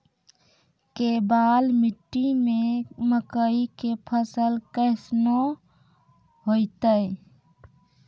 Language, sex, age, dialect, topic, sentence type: Maithili, female, 25-30, Angika, agriculture, question